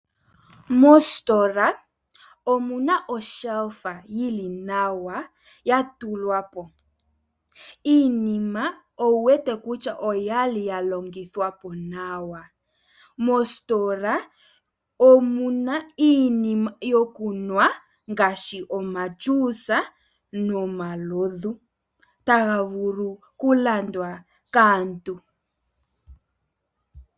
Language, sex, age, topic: Oshiwambo, female, 18-24, finance